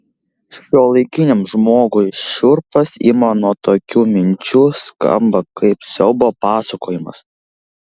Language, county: Lithuanian, Kaunas